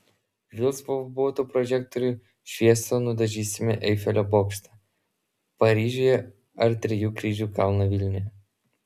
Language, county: Lithuanian, Vilnius